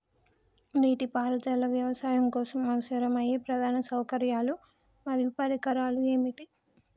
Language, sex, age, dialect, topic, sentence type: Telugu, male, 18-24, Telangana, agriculture, question